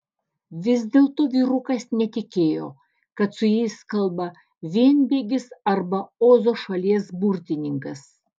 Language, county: Lithuanian, Alytus